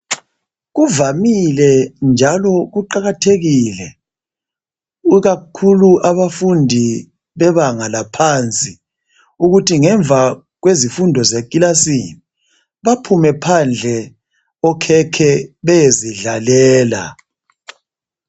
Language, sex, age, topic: North Ndebele, male, 36-49, education